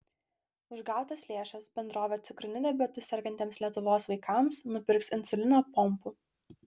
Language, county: Lithuanian, Klaipėda